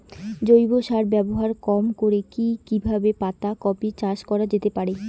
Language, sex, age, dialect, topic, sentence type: Bengali, female, 18-24, Rajbangshi, agriculture, question